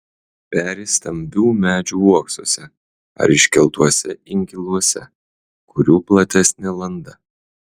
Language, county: Lithuanian, Utena